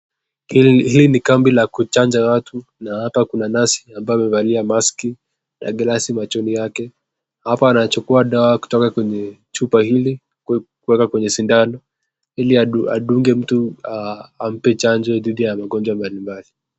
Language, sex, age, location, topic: Swahili, male, 18-24, Nakuru, health